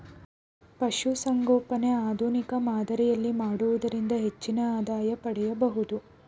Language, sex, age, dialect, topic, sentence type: Kannada, female, 18-24, Mysore Kannada, agriculture, statement